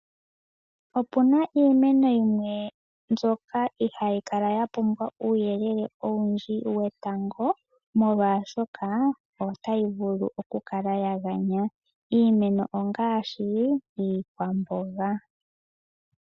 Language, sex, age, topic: Oshiwambo, male, 18-24, agriculture